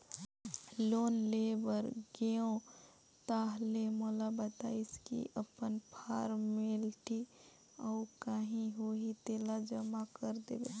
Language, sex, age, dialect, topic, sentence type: Chhattisgarhi, female, 18-24, Northern/Bhandar, banking, statement